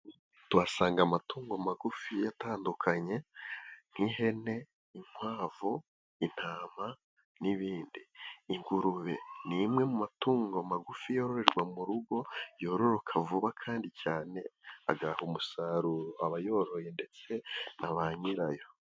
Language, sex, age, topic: Kinyarwanda, male, 18-24, agriculture